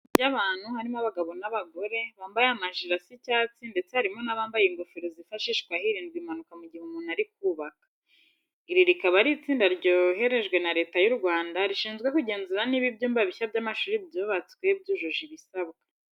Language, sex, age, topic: Kinyarwanda, female, 18-24, education